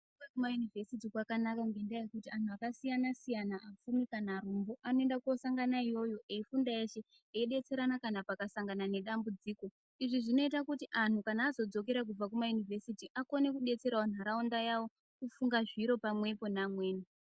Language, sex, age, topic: Ndau, female, 18-24, education